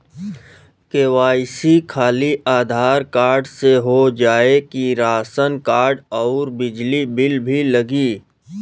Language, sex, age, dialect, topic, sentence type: Bhojpuri, male, 31-35, Western, banking, question